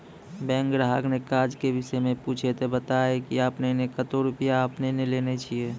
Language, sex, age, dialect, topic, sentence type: Maithili, male, 25-30, Angika, banking, question